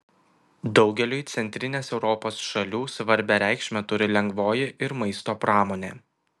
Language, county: Lithuanian, Kaunas